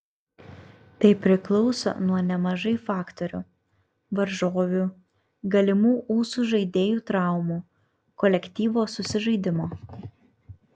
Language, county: Lithuanian, Kaunas